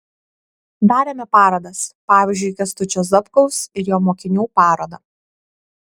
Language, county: Lithuanian, Kaunas